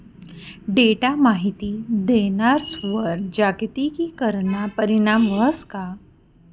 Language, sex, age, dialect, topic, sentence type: Marathi, female, 31-35, Northern Konkan, banking, statement